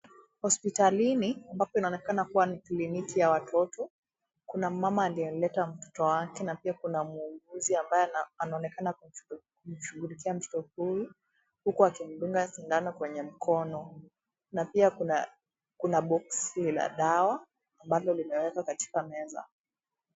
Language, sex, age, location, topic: Swahili, female, 18-24, Kisii, health